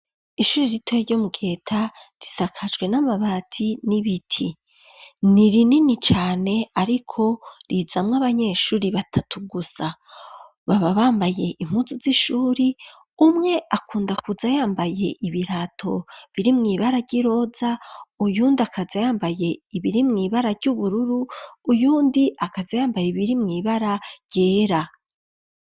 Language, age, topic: Rundi, 25-35, education